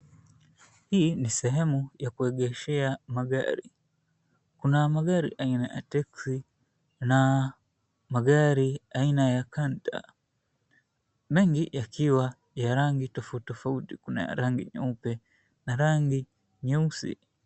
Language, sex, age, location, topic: Swahili, male, 25-35, Mombasa, finance